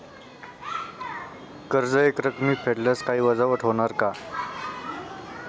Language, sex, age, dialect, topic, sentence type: Marathi, male, 18-24, Standard Marathi, banking, question